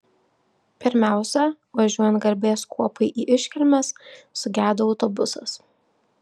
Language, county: Lithuanian, Vilnius